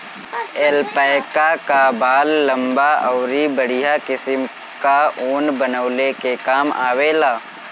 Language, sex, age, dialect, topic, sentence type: Bhojpuri, male, 18-24, Northern, agriculture, statement